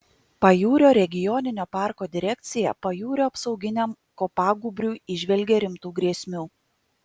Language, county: Lithuanian, Kaunas